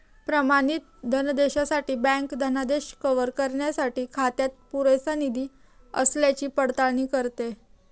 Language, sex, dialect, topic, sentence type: Marathi, female, Standard Marathi, banking, statement